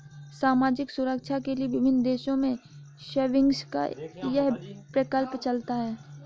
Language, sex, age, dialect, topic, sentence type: Hindi, female, 56-60, Hindustani Malvi Khadi Boli, banking, statement